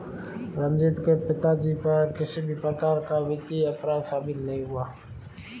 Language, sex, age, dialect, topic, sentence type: Hindi, female, 18-24, Marwari Dhudhari, banking, statement